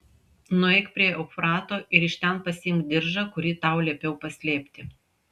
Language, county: Lithuanian, Klaipėda